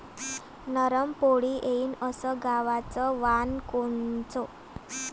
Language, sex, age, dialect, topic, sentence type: Marathi, female, 18-24, Varhadi, agriculture, question